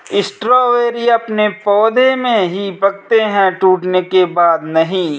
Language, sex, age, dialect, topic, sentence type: Hindi, male, 25-30, Kanauji Braj Bhasha, agriculture, statement